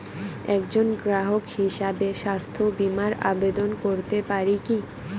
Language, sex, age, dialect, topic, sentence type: Bengali, female, 18-24, Rajbangshi, banking, question